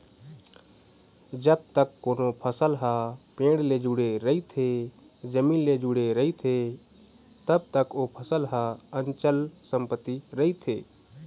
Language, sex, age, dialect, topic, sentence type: Chhattisgarhi, male, 18-24, Eastern, banking, statement